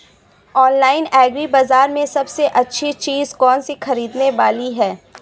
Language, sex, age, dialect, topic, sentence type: Hindi, female, 25-30, Awadhi Bundeli, agriculture, question